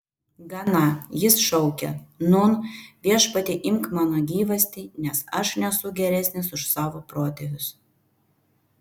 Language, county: Lithuanian, Vilnius